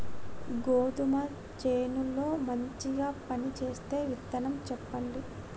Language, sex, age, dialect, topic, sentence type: Telugu, female, 60-100, Telangana, agriculture, question